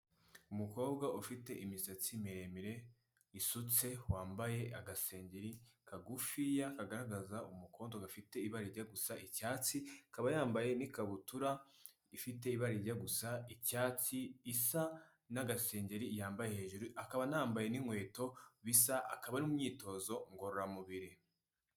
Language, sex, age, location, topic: Kinyarwanda, female, 18-24, Kigali, health